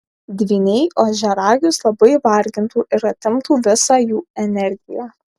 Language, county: Lithuanian, Alytus